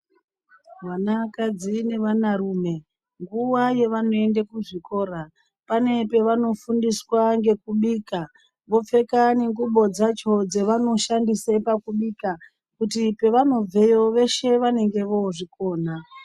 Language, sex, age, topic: Ndau, male, 36-49, education